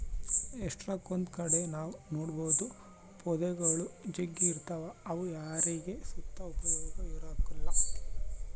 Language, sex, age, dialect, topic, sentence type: Kannada, male, 18-24, Central, agriculture, statement